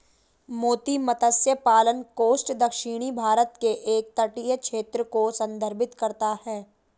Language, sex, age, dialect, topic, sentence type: Hindi, female, 18-24, Marwari Dhudhari, agriculture, statement